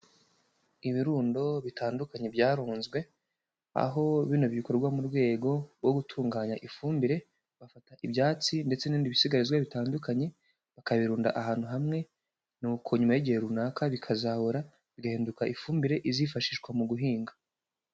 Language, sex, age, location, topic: Kinyarwanda, male, 18-24, Huye, agriculture